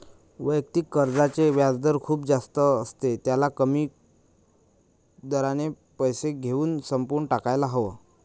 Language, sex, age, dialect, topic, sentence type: Marathi, male, 31-35, Northern Konkan, banking, statement